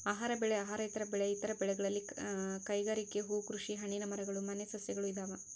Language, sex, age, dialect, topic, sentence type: Kannada, female, 18-24, Central, agriculture, statement